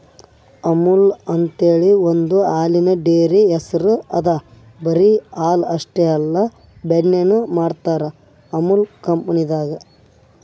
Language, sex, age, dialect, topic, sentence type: Kannada, male, 25-30, Northeastern, agriculture, statement